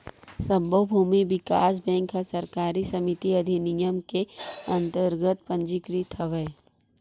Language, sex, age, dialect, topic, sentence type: Chhattisgarhi, female, 41-45, Western/Budati/Khatahi, banking, statement